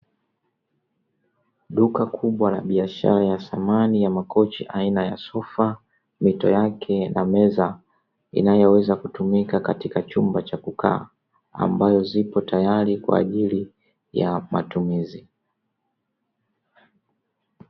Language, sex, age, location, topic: Swahili, male, 25-35, Dar es Salaam, finance